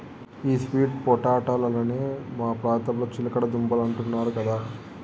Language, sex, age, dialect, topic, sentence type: Telugu, male, 31-35, Southern, agriculture, statement